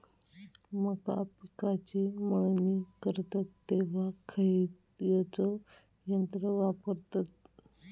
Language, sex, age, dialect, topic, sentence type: Marathi, male, 31-35, Southern Konkan, agriculture, question